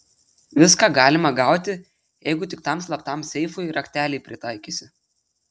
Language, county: Lithuanian, Telšiai